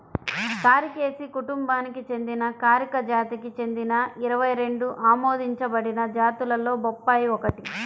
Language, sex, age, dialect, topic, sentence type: Telugu, female, 25-30, Central/Coastal, agriculture, statement